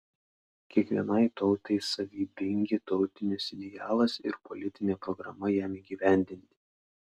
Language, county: Lithuanian, Klaipėda